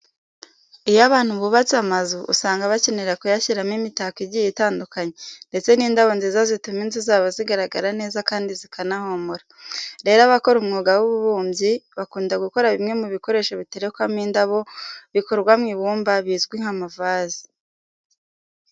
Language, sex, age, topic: Kinyarwanda, female, 18-24, education